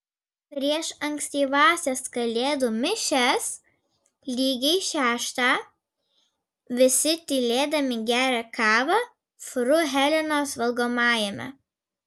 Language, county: Lithuanian, Vilnius